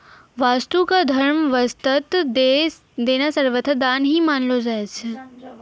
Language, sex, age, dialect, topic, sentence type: Maithili, female, 56-60, Angika, banking, statement